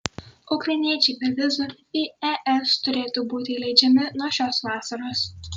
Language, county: Lithuanian, Kaunas